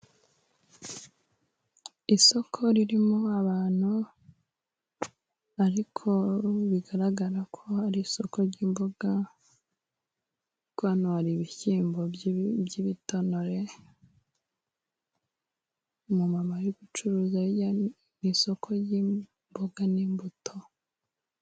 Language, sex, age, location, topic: Kinyarwanda, female, 18-24, Musanze, agriculture